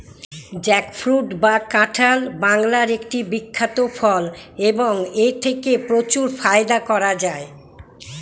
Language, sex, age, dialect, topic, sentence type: Bengali, female, 60-100, Rajbangshi, agriculture, question